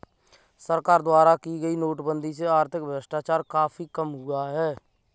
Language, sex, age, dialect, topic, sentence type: Hindi, male, 25-30, Kanauji Braj Bhasha, banking, statement